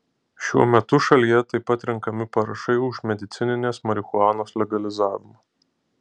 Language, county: Lithuanian, Alytus